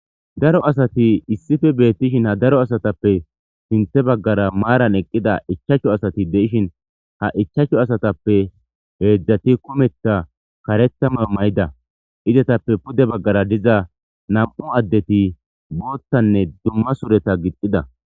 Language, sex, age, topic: Gamo, male, 25-35, government